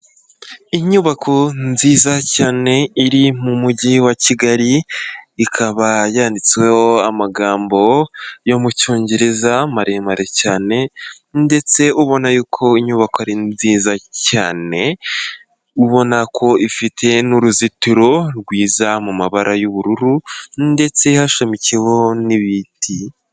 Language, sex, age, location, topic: Kinyarwanda, male, 18-24, Kigali, health